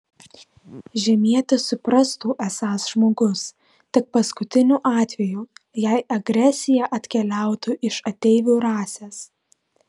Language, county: Lithuanian, Vilnius